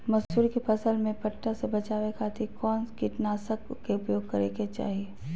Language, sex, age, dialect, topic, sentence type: Magahi, female, 31-35, Southern, agriculture, question